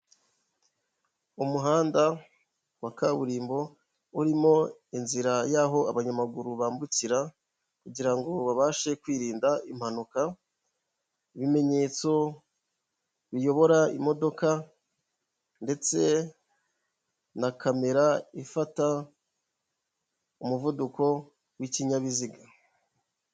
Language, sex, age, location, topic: Kinyarwanda, male, 25-35, Huye, government